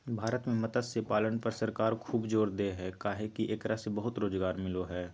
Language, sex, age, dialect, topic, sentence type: Magahi, male, 18-24, Southern, agriculture, statement